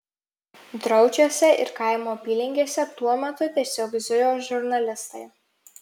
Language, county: Lithuanian, Marijampolė